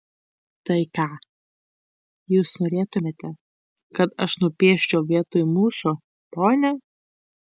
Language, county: Lithuanian, Tauragė